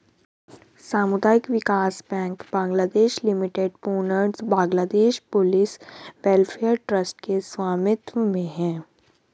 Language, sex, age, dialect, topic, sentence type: Hindi, female, 36-40, Hindustani Malvi Khadi Boli, banking, statement